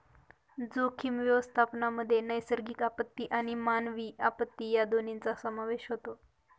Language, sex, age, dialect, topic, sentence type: Marathi, female, 18-24, Northern Konkan, agriculture, statement